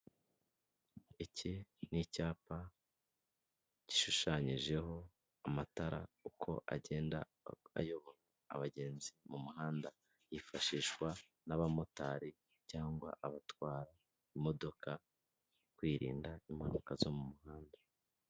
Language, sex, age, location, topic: Kinyarwanda, male, 25-35, Kigali, government